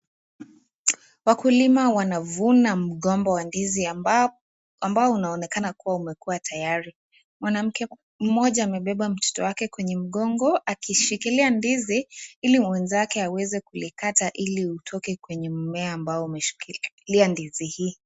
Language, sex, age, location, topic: Swahili, female, 18-24, Nakuru, agriculture